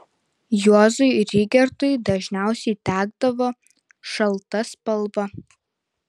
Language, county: Lithuanian, Panevėžys